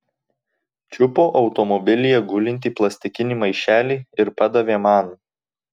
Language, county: Lithuanian, Tauragė